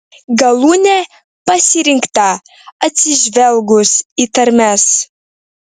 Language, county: Lithuanian, Vilnius